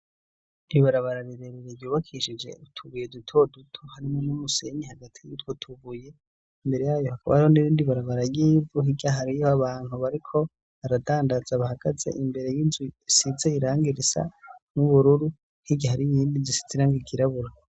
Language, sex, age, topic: Rundi, male, 25-35, education